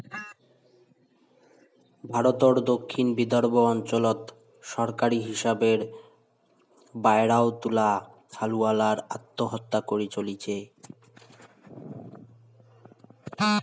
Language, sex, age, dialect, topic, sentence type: Bengali, male, 18-24, Rajbangshi, agriculture, statement